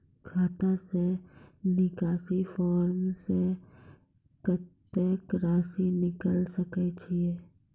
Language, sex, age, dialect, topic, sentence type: Maithili, female, 18-24, Angika, banking, question